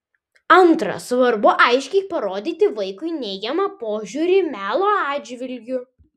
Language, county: Lithuanian, Vilnius